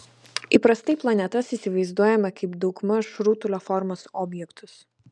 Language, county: Lithuanian, Vilnius